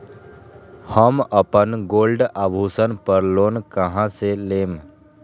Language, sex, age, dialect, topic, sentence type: Magahi, male, 18-24, Western, banking, statement